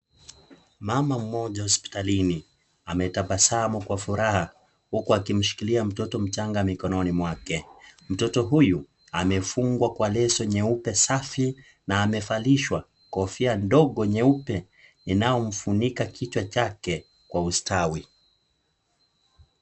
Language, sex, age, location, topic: Swahili, male, 18-24, Kisii, health